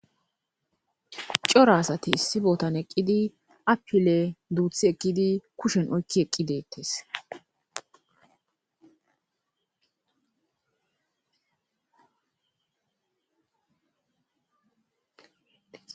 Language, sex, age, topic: Gamo, female, 25-35, agriculture